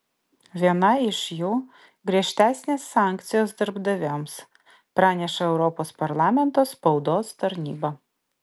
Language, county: Lithuanian, Vilnius